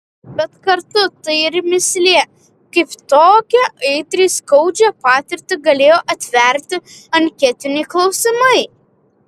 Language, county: Lithuanian, Vilnius